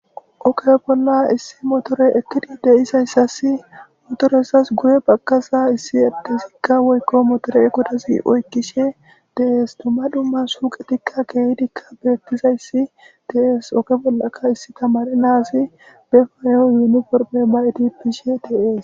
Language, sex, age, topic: Gamo, male, 25-35, government